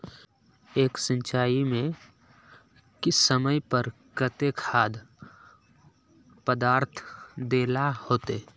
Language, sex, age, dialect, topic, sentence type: Magahi, male, 31-35, Northeastern/Surjapuri, agriculture, question